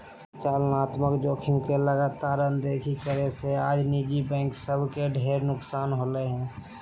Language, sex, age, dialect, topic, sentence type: Magahi, male, 18-24, Southern, banking, statement